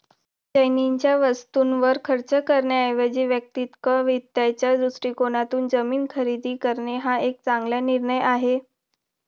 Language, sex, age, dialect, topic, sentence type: Marathi, female, 25-30, Varhadi, banking, statement